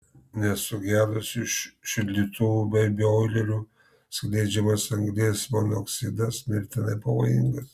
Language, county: Lithuanian, Marijampolė